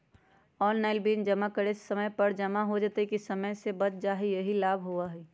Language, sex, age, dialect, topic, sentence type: Magahi, female, 31-35, Western, banking, question